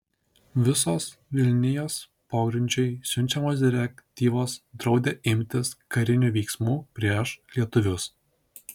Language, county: Lithuanian, Šiauliai